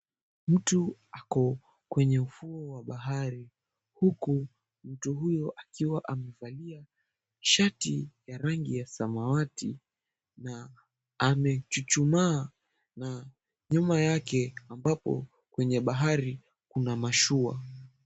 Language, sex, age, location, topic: Swahili, male, 18-24, Mombasa, government